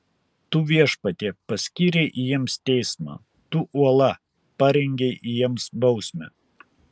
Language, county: Lithuanian, Kaunas